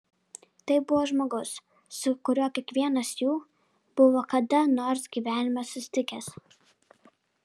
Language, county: Lithuanian, Vilnius